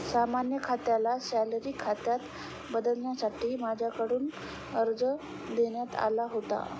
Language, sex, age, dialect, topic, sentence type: Marathi, female, 25-30, Standard Marathi, banking, statement